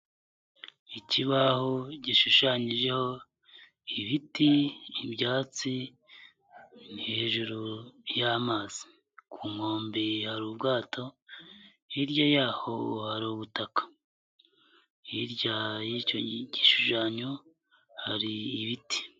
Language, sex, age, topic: Kinyarwanda, male, 25-35, education